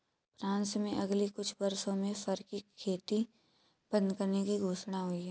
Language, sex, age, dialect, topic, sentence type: Hindi, male, 18-24, Kanauji Braj Bhasha, agriculture, statement